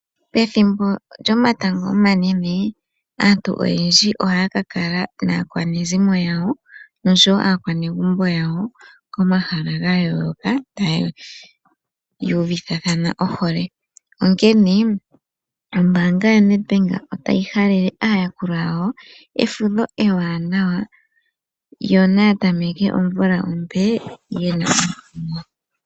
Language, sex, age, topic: Oshiwambo, male, 18-24, finance